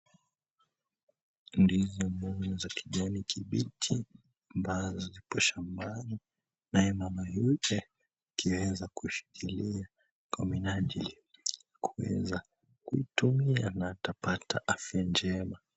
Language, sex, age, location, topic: Swahili, male, 18-24, Kisumu, agriculture